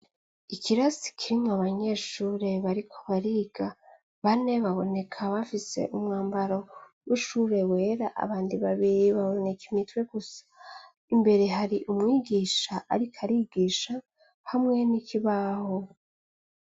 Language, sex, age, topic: Rundi, female, 25-35, education